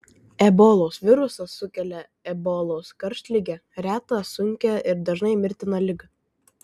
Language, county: Lithuanian, Kaunas